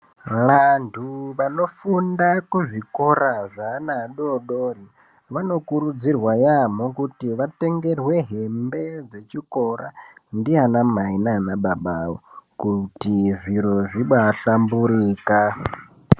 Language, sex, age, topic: Ndau, male, 18-24, education